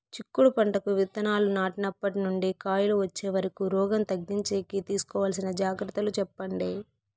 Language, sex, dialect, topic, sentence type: Telugu, female, Southern, agriculture, question